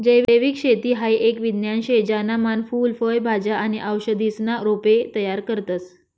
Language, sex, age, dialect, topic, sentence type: Marathi, female, 25-30, Northern Konkan, agriculture, statement